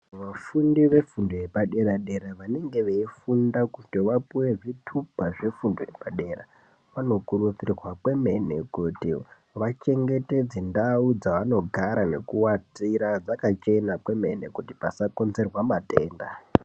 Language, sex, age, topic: Ndau, male, 18-24, education